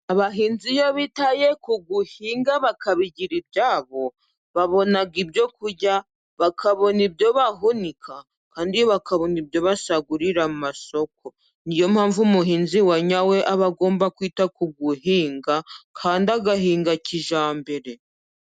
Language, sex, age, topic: Kinyarwanda, female, 25-35, agriculture